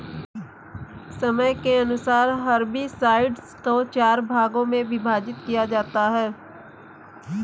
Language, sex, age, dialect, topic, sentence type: Hindi, female, 25-30, Kanauji Braj Bhasha, agriculture, statement